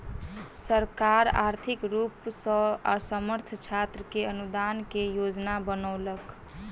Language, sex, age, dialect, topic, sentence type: Maithili, female, 18-24, Southern/Standard, banking, statement